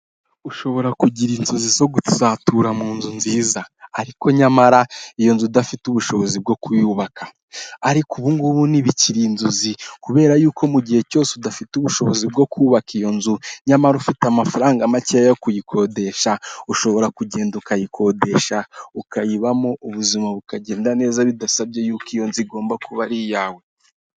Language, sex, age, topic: Kinyarwanda, male, 18-24, finance